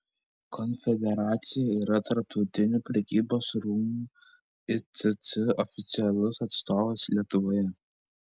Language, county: Lithuanian, Vilnius